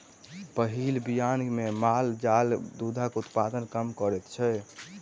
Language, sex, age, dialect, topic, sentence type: Maithili, male, 18-24, Southern/Standard, agriculture, statement